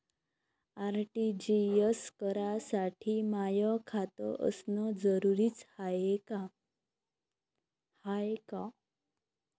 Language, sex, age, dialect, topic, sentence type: Marathi, female, 25-30, Varhadi, banking, question